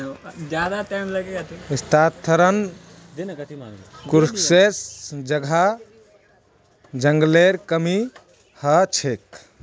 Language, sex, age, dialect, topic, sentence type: Magahi, male, 18-24, Northeastern/Surjapuri, agriculture, statement